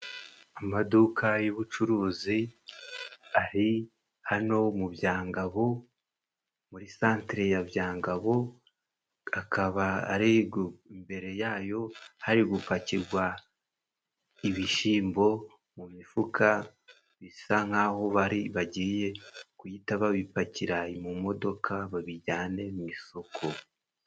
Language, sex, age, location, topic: Kinyarwanda, male, 18-24, Musanze, finance